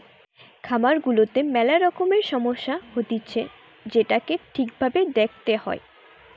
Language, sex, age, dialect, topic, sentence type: Bengali, female, 18-24, Western, agriculture, statement